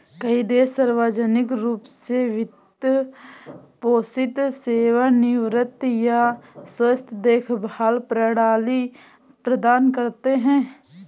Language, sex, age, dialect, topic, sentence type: Hindi, female, 60-100, Awadhi Bundeli, banking, statement